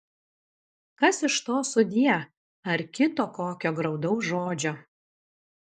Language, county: Lithuanian, Alytus